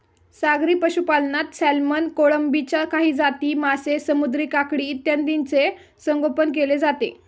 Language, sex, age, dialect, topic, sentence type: Marathi, female, 18-24, Standard Marathi, agriculture, statement